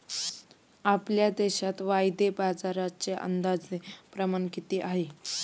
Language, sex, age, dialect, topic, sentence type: Marathi, female, 18-24, Standard Marathi, banking, statement